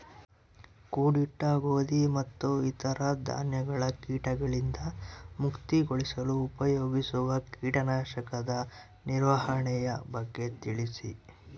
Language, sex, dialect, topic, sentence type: Kannada, male, Central, agriculture, question